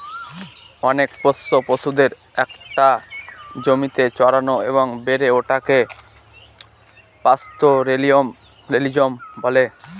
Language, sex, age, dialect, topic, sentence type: Bengali, male, <18, Northern/Varendri, agriculture, statement